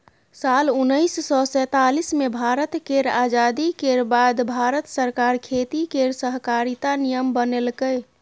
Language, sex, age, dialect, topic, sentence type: Maithili, female, 25-30, Bajjika, agriculture, statement